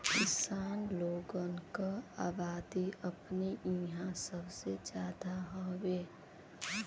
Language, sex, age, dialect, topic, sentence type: Bhojpuri, female, 18-24, Western, agriculture, statement